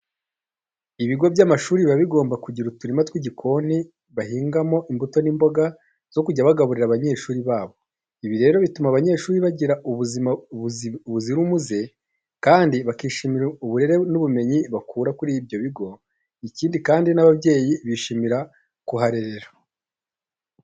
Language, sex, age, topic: Kinyarwanda, male, 25-35, education